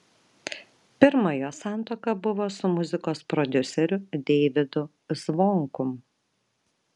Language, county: Lithuanian, Vilnius